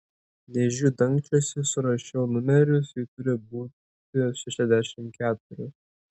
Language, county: Lithuanian, Tauragė